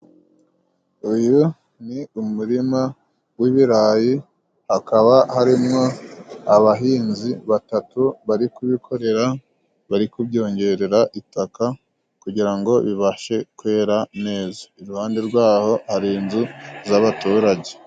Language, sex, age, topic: Kinyarwanda, male, 25-35, agriculture